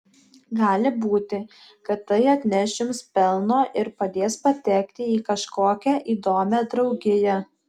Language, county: Lithuanian, Alytus